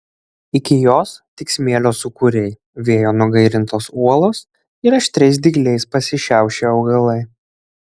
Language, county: Lithuanian, Šiauliai